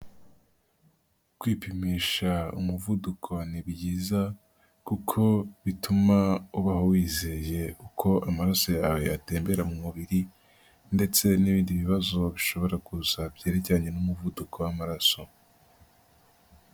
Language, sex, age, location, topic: Kinyarwanda, female, 50+, Nyagatare, government